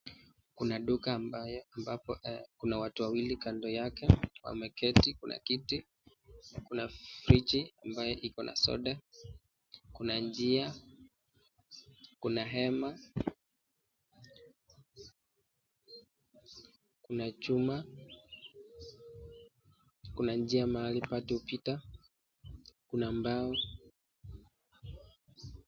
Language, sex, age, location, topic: Swahili, male, 18-24, Nakuru, finance